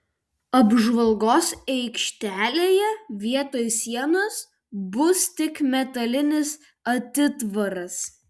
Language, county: Lithuanian, Vilnius